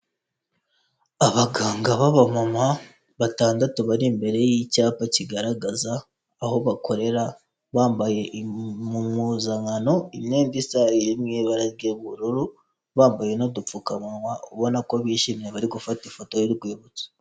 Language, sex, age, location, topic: Kinyarwanda, male, 18-24, Kigali, health